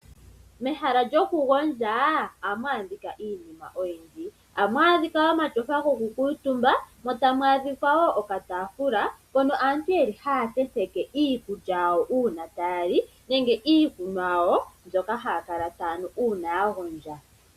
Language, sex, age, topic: Oshiwambo, female, 18-24, finance